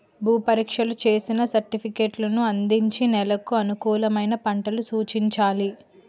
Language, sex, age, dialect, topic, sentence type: Telugu, female, 18-24, Utterandhra, agriculture, statement